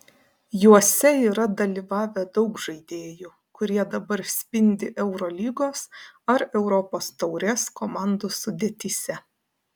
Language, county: Lithuanian, Panevėžys